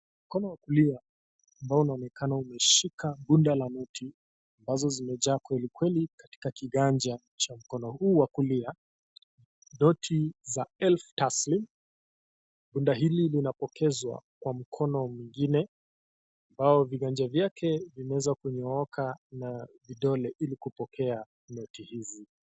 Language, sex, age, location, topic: Swahili, male, 25-35, Kisii, finance